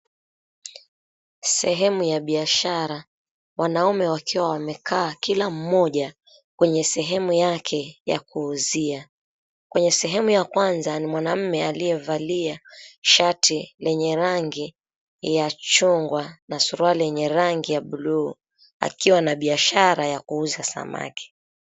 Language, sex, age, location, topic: Swahili, female, 25-35, Mombasa, agriculture